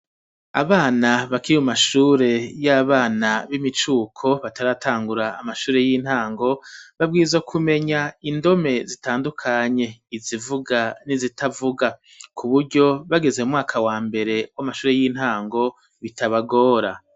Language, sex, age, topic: Rundi, male, 36-49, education